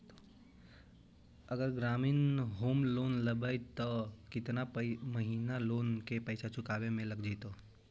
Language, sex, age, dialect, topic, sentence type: Magahi, male, 18-24, Central/Standard, banking, question